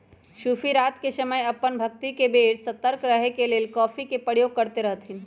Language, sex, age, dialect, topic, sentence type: Magahi, female, 18-24, Western, agriculture, statement